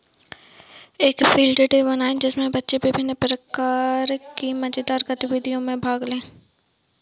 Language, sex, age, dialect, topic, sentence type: Hindi, female, 60-100, Awadhi Bundeli, agriculture, statement